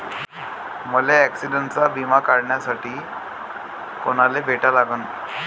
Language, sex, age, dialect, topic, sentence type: Marathi, male, 25-30, Varhadi, banking, question